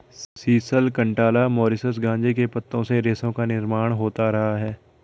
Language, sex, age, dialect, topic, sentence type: Hindi, male, 56-60, Garhwali, agriculture, statement